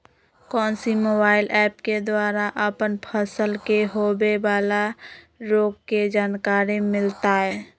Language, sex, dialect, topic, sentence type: Magahi, female, Southern, agriculture, question